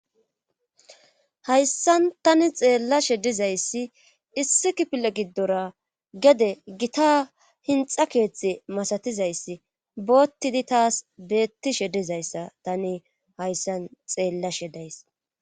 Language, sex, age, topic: Gamo, female, 25-35, government